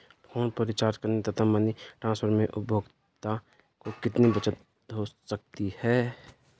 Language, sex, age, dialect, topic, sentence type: Hindi, male, 25-30, Garhwali, banking, question